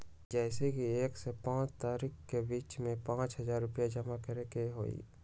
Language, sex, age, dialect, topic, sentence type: Magahi, male, 18-24, Western, banking, question